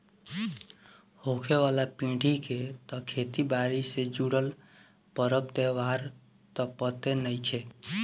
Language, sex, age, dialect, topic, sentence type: Bhojpuri, male, 18-24, Southern / Standard, agriculture, statement